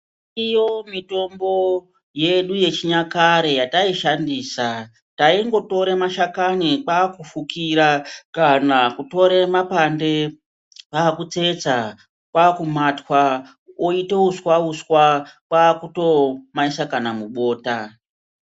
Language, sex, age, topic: Ndau, male, 36-49, health